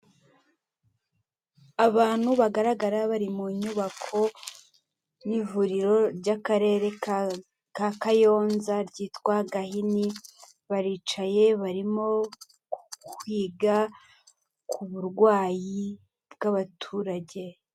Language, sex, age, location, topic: Kinyarwanda, female, 18-24, Kigali, health